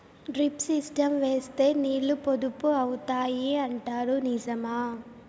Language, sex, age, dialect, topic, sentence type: Telugu, female, 18-24, Southern, agriculture, question